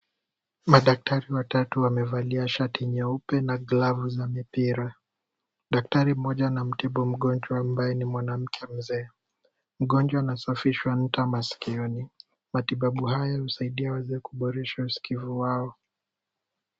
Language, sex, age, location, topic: Swahili, male, 18-24, Kisumu, health